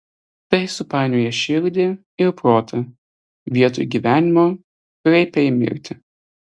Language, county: Lithuanian, Telšiai